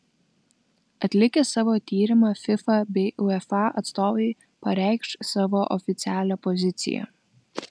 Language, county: Lithuanian, Vilnius